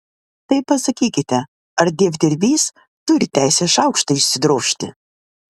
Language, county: Lithuanian, Vilnius